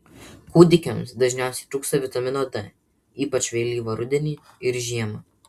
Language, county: Lithuanian, Vilnius